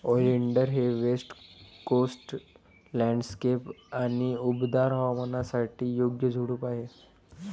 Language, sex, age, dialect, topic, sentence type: Marathi, male, 18-24, Varhadi, agriculture, statement